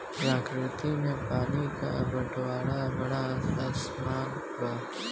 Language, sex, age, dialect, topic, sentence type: Bhojpuri, male, 18-24, Northern, agriculture, statement